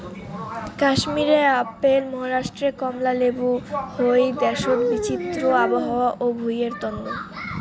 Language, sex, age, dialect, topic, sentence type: Bengali, female, <18, Rajbangshi, agriculture, statement